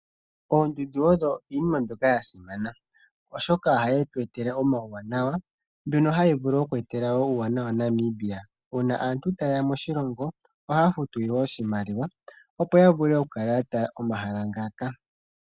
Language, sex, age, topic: Oshiwambo, male, 25-35, agriculture